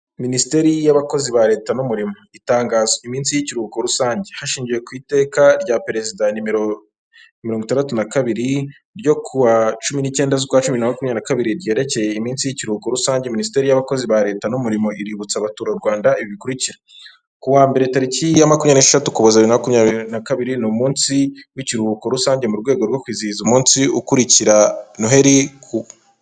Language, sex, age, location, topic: Kinyarwanda, male, 25-35, Kigali, government